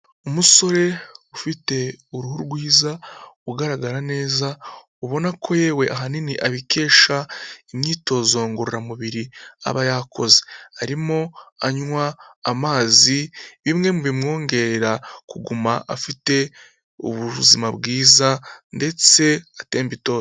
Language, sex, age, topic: Kinyarwanda, male, 25-35, health